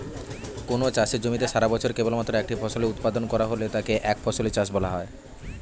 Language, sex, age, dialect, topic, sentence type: Bengali, male, 25-30, Standard Colloquial, agriculture, statement